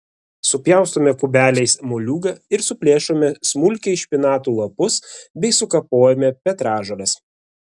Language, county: Lithuanian, Vilnius